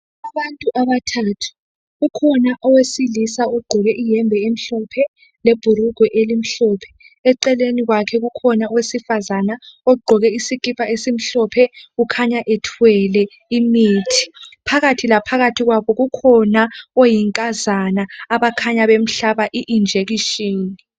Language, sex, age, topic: North Ndebele, female, 18-24, health